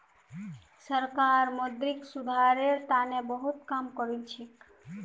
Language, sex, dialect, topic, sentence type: Magahi, female, Northeastern/Surjapuri, banking, statement